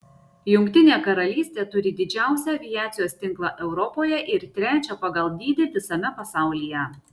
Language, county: Lithuanian, Šiauliai